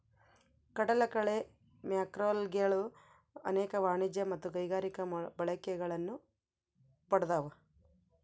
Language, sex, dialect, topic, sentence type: Kannada, female, Central, agriculture, statement